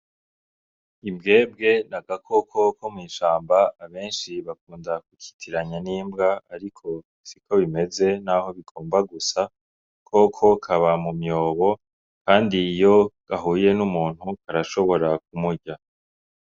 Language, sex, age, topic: Rundi, male, 18-24, agriculture